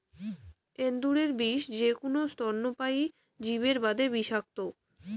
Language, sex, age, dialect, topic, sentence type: Bengali, female, 18-24, Rajbangshi, agriculture, statement